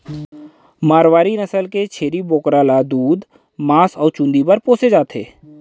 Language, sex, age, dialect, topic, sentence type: Chhattisgarhi, male, 31-35, Central, agriculture, statement